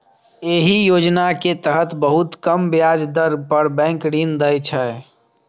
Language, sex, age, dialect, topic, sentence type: Maithili, female, 36-40, Eastern / Thethi, banking, statement